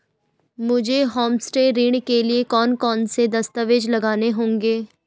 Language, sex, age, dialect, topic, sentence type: Hindi, female, 18-24, Garhwali, banking, question